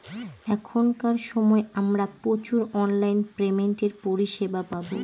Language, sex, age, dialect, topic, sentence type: Bengali, female, 18-24, Northern/Varendri, banking, statement